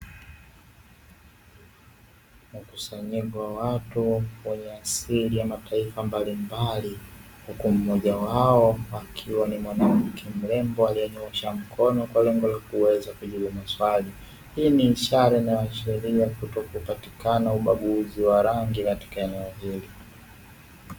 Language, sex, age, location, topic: Swahili, male, 25-35, Dar es Salaam, education